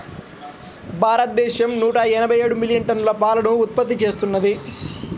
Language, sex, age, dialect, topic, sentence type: Telugu, male, 18-24, Central/Coastal, agriculture, statement